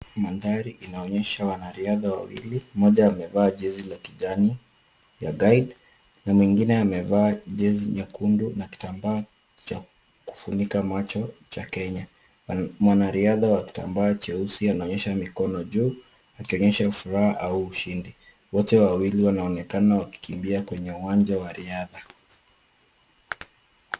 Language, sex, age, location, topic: Swahili, male, 25-35, Kisumu, education